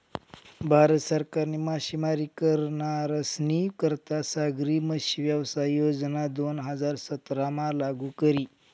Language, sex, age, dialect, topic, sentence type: Marathi, male, 51-55, Northern Konkan, agriculture, statement